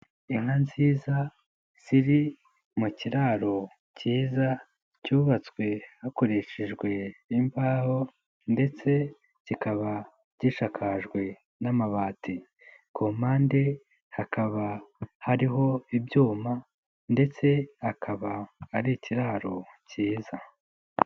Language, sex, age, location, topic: Kinyarwanda, male, 18-24, Nyagatare, agriculture